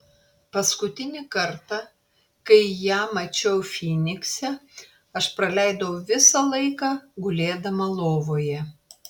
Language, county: Lithuanian, Klaipėda